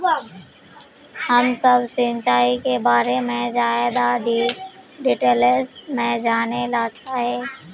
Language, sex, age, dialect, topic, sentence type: Magahi, male, 18-24, Northeastern/Surjapuri, agriculture, question